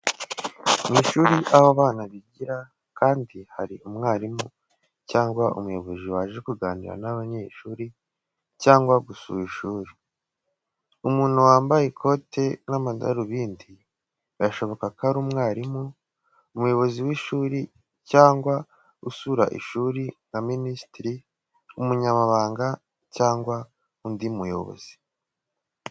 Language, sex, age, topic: Kinyarwanda, male, 18-24, education